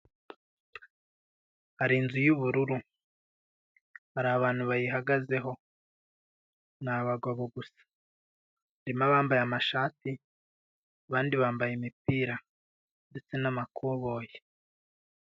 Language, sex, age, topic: Kinyarwanda, male, 25-35, government